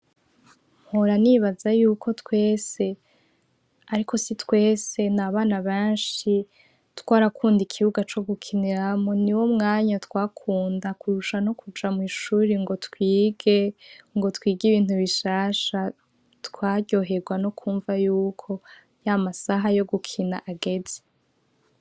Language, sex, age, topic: Rundi, female, 25-35, education